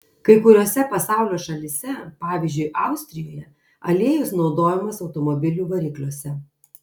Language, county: Lithuanian, Kaunas